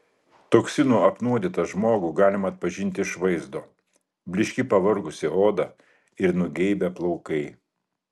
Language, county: Lithuanian, Klaipėda